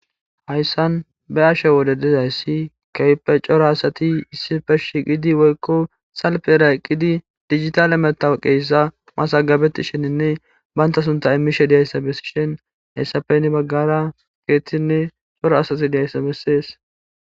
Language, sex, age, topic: Gamo, male, 18-24, government